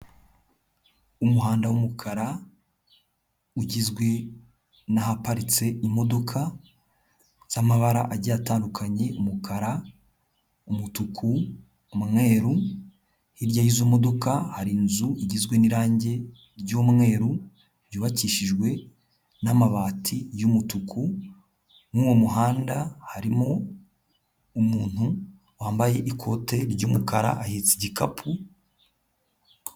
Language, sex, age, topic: Kinyarwanda, male, 18-24, government